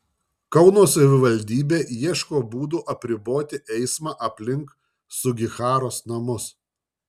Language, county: Lithuanian, Šiauliai